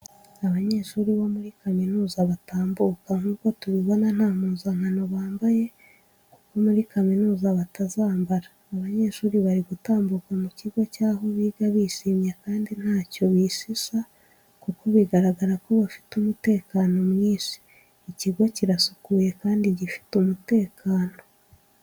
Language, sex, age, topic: Kinyarwanda, female, 18-24, education